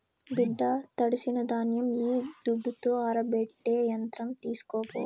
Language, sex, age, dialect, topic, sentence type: Telugu, female, 18-24, Southern, agriculture, statement